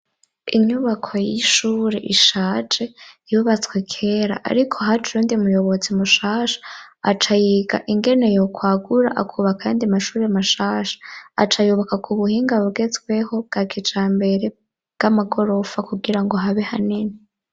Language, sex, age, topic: Rundi, female, 25-35, education